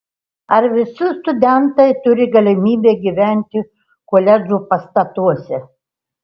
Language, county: Lithuanian, Telšiai